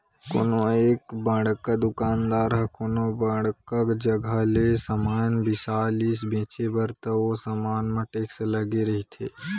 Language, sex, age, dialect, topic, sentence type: Chhattisgarhi, male, 18-24, Western/Budati/Khatahi, banking, statement